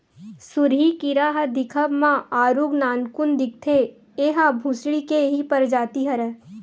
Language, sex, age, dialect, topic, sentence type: Chhattisgarhi, female, 18-24, Western/Budati/Khatahi, agriculture, statement